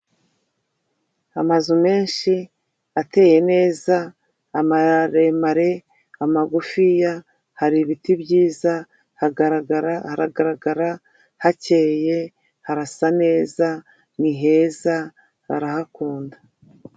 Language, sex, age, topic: Kinyarwanda, female, 36-49, government